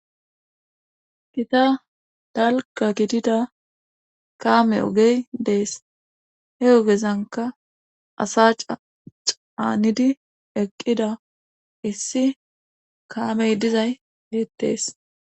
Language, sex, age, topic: Gamo, female, 36-49, government